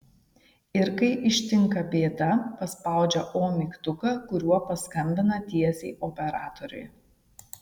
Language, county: Lithuanian, Šiauliai